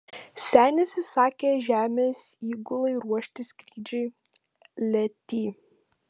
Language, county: Lithuanian, Panevėžys